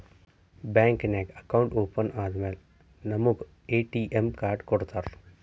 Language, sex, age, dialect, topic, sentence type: Kannada, male, 60-100, Northeastern, banking, statement